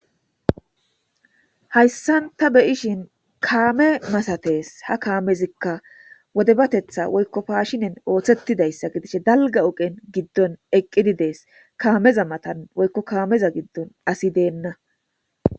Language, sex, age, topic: Gamo, female, 25-35, government